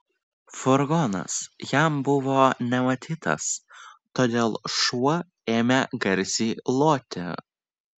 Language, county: Lithuanian, Vilnius